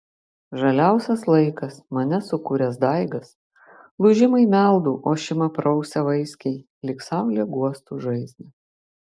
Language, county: Lithuanian, Šiauliai